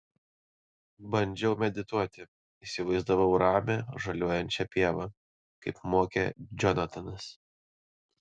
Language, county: Lithuanian, Panevėžys